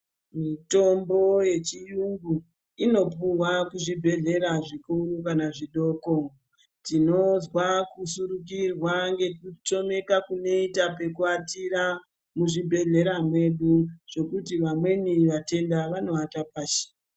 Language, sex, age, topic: Ndau, female, 25-35, health